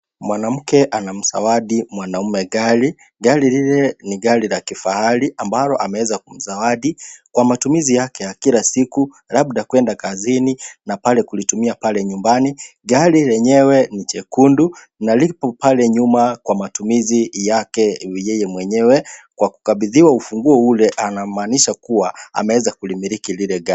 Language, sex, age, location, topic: Swahili, male, 25-35, Kisii, finance